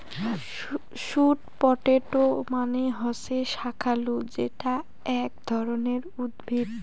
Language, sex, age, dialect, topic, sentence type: Bengali, female, 18-24, Rajbangshi, agriculture, statement